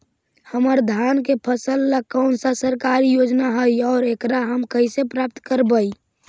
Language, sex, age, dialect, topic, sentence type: Magahi, male, 51-55, Central/Standard, agriculture, question